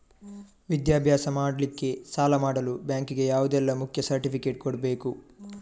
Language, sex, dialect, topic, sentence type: Kannada, male, Coastal/Dakshin, banking, question